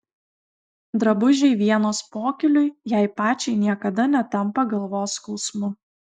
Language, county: Lithuanian, Kaunas